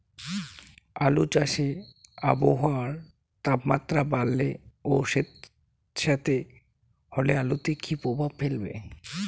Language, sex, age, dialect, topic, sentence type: Bengali, male, 18-24, Rajbangshi, agriculture, question